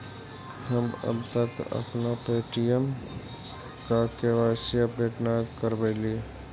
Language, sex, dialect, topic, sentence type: Magahi, male, Central/Standard, agriculture, statement